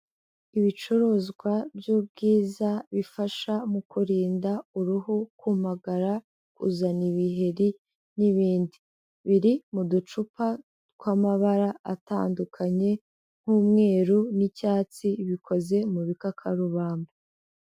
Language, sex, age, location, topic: Kinyarwanda, female, 18-24, Kigali, health